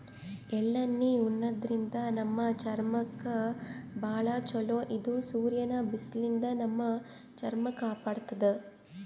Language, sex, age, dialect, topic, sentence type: Kannada, female, 18-24, Northeastern, agriculture, statement